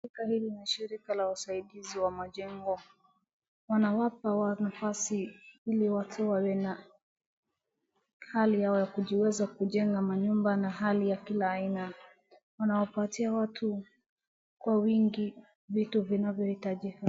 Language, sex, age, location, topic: Swahili, female, 36-49, Wajir, finance